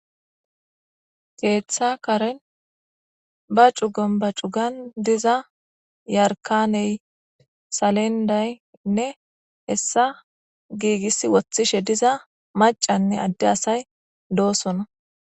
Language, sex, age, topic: Gamo, female, 25-35, government